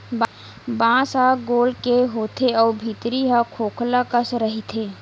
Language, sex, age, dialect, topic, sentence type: Chhattisgarhi, female, 18-24, Western/Budati/Khatahi, agriculture, statement